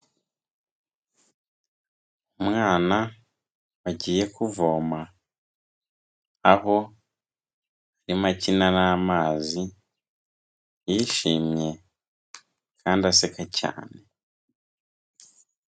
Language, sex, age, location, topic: Kinyarwanda, female, 18-24, Kigali, health